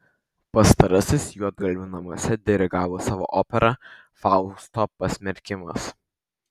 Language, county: Lithuanian, Vilnius